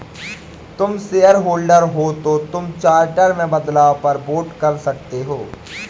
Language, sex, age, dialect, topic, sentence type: Hindi, female, 18-24, Awadhi Bundeli, banking, statement